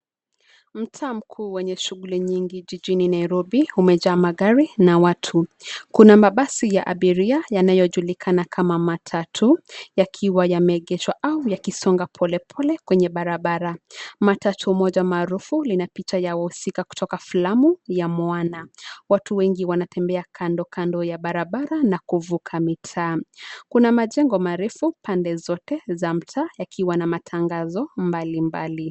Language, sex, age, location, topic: Swahili, female, 25-35, Nairobi, government